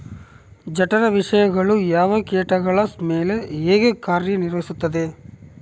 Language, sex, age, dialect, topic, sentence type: Kannada, male, 36-40, Central, agriculture, question